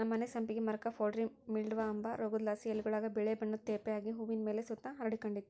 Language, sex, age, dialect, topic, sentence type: Kannada, female, 41-45, Central, agriculture, statement